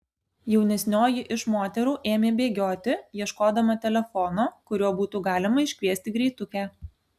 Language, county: Lithuanian, Alytus